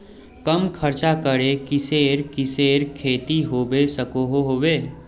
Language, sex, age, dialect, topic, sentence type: Magahi, male, 18-24, Northeastern/Surjapuri, agriculture, question